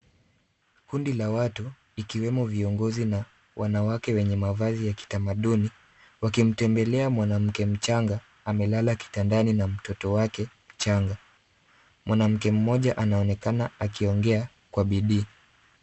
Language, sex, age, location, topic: Swahili, male, 25-35, Kisumu, health